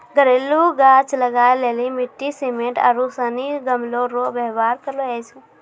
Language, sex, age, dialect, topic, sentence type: Maithili, female, 18-24, Angika, agriculture, statement